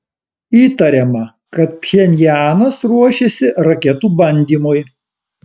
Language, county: Lithuanian, Alytus